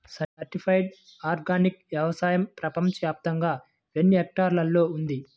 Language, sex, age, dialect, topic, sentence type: Telugu, male, 18-24, Central/Coastal, agriculture, question